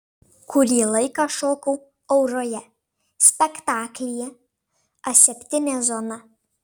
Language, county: Lithuanian, Panevėžys